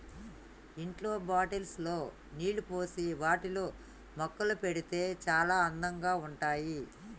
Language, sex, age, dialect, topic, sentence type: Telugu, female, 31-35, Telangana, agriculture, statement